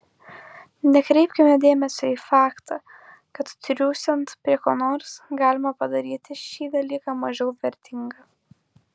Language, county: Lithuanian, Kaunas